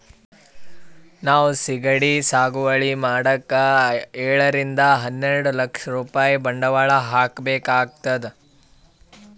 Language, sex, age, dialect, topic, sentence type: Kannada, male, 18-24, Northeastern, agriculture, statement